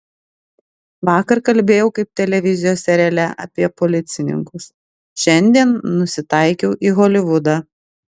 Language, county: Lithuanian, Klaipėda